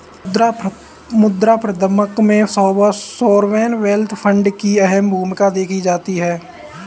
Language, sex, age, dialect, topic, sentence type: Hindi, male, 18-24, Kanauji Braj Bhasha, banking, statement